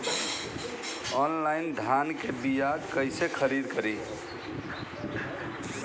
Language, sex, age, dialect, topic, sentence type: Bhojpuri, female, 18-24, Northern, agriculture, question